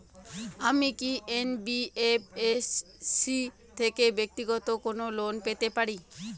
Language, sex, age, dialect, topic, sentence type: Bengali, female, 18-24, Rajbangshi, banking, question